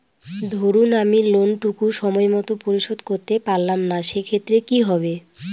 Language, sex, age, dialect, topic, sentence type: Bengali, female, 25-30, Northern/Varendri, banking, question